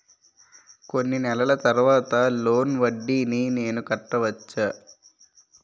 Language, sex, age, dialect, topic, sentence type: Telugu, male, 18-24, Utterandhra, banking, question